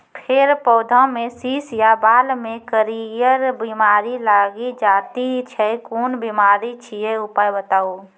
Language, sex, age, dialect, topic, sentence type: Maithili, female, 18-24, Angika, agriculture, question